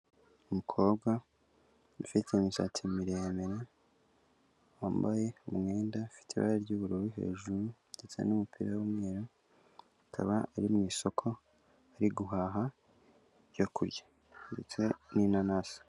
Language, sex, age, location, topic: Kinyarwanda, male, 18-24, Kigali, finance